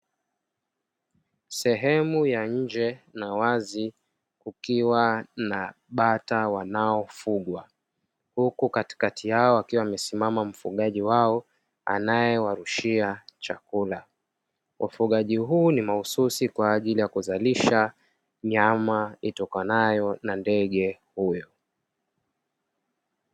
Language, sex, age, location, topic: Swahili, male, 25-35, Dar es Salaam, agriculture